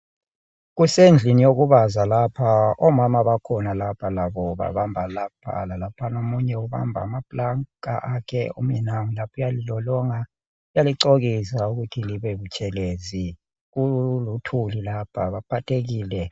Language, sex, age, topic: North Ndebele, male, 36-49, education